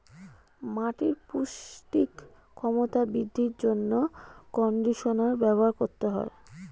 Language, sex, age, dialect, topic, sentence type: Bengali, female, 25-30, Standard Colloquial, agriculture, statement